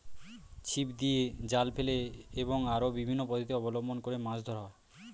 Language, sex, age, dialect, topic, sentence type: Bengali, male, 18-24, Standard Colloquial, agriculture, statement